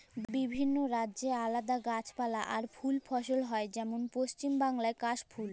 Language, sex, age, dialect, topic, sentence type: Bengali, female, <18, Jharkhandi, agriculture, statement